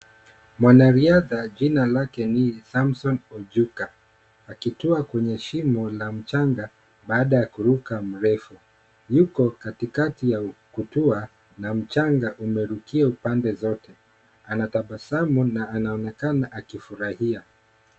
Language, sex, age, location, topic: Swahili, male, 25-35, Kisumu, education